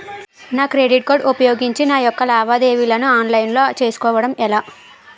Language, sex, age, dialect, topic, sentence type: Telugu, female, 18-24, Utterandhra, banking, question